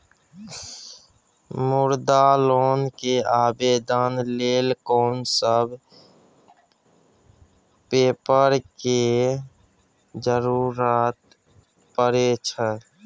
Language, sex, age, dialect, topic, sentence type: Maithili, male, 25-30, Bajjika, banking, question